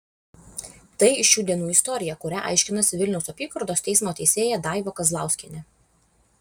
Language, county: Lithuanian, Alytus